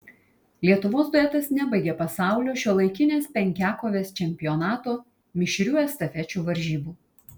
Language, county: Lithuanian, Kaunas